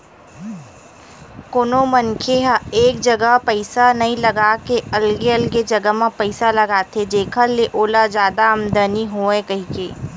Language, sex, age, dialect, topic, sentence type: Chhattisgarhi, female, 25-30, Western/Budati/Khatahi, banking, statement